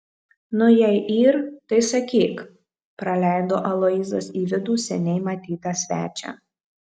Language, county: Lithuanian, Marijampolė